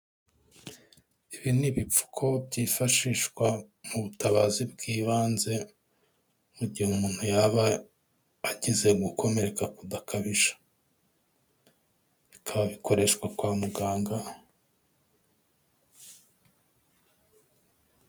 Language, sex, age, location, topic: Kinyarwanda, male, 25-35, Kigali, health